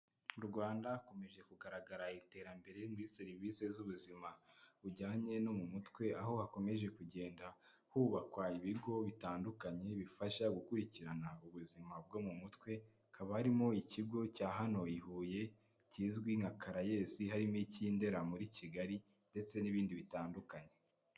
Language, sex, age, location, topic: Kinyarwanda, male, 25-35, Kigali, health